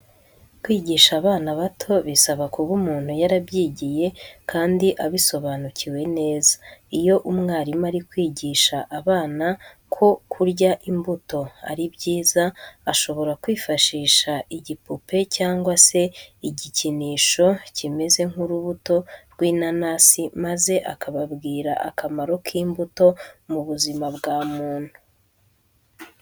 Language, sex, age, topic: Kinyarwanda, female, 25-35, education